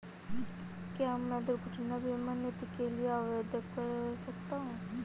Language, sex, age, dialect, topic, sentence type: Hindi, female, 25-30, Awadhi Bundeli, banking, question